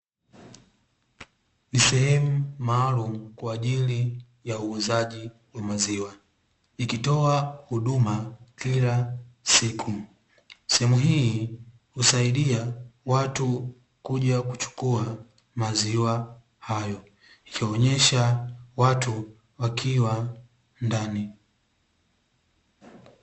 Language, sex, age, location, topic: Swahili, male, 18-24, Dar es Salaam, finance